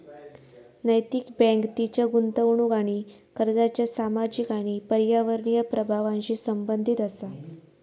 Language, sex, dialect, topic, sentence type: Marathi, female, Southern Konkan, banking, statement